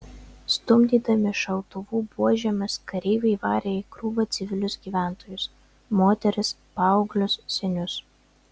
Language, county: Lithuanian, Vilnius